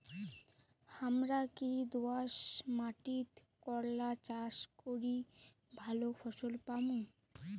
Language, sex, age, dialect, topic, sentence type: Bengali, female, 18-24, Rajbangshi, agriculture, question